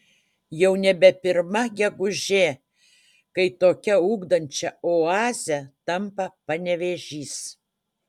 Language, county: Lithuanian, Utena